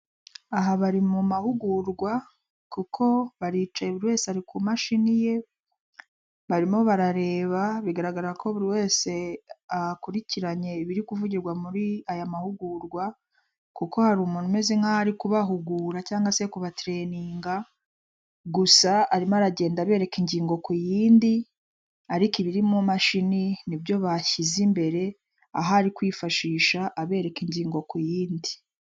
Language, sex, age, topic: Kinyarwanda, female, 25-35, government